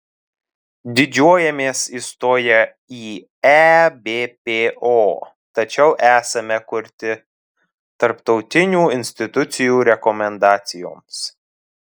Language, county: Lithuanian, Telšiai